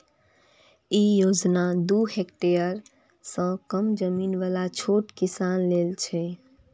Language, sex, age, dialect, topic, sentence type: Maithili, female, 18-24, Eastern / Thethi, agriculture, statement